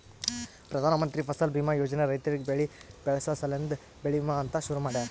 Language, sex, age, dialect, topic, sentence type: Kannada, male, 18-24, Northeastern, agriculture, statement